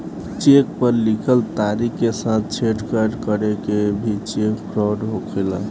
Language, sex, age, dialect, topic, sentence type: Bhojpuri, male, 18-24, Southern / Standard, banking, statement